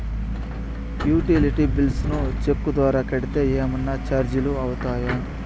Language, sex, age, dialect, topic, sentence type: Telugu, male, 25-30, Southern, banking, question